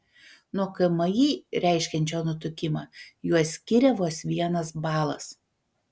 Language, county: Lithuanian, Panevėžys